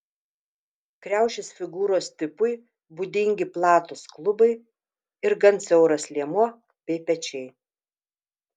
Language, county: Lithuanian, Telšiai